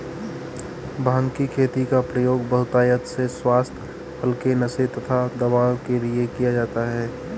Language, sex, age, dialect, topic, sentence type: Hindi, male, 31-35, Marwari Dhudhari, agriculture, statement